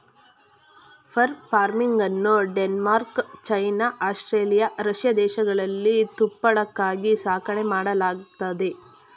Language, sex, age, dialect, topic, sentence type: Kannada, female, 36-40, Mysore Kannada, agriculture, statement